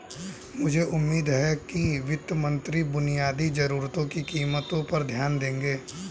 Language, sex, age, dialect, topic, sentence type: Hindi, male, 18-24, Hindustani Malvi Khadi Boli, banking, statement